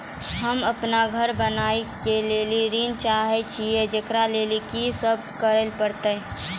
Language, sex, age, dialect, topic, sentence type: Maithili, female, 18-24, Angika, banking, question